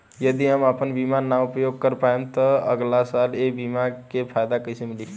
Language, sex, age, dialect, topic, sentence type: Bhojpuri, male, 18-24, Southern / Standard, banking, question